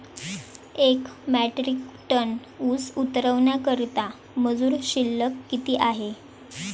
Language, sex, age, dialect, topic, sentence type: Marathi, female, 18-24, Standard Marathi, agriculture, question